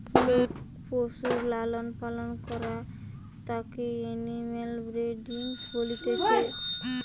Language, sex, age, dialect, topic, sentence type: Bengali, female, 18-24, Western, agriculture, statement